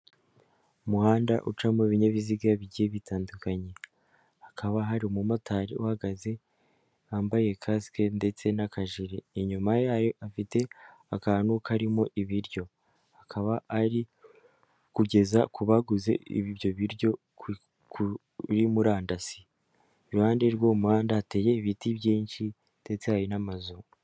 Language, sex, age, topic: Kinyarwanda, female, 25-35, finance